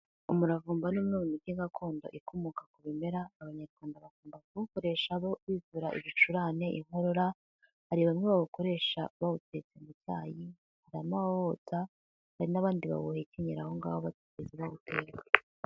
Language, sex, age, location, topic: Kinyarwanda, female, 18-24, Kigali, health